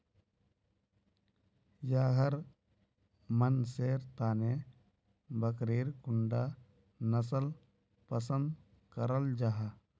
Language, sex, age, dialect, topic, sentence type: Magahi, male, 25-30, Northeastern/Surjapuri, agriculture, statement